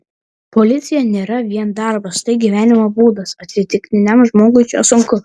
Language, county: Lithuanian, Panevėžys